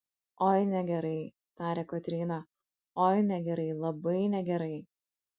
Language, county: Lithuanian, Kaunas